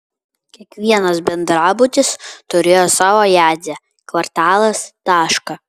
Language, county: Lithuanian, Vilnius